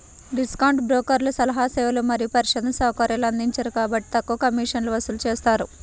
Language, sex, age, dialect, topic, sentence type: Telugu, male, 36-40, Central/Coastal, banking, statement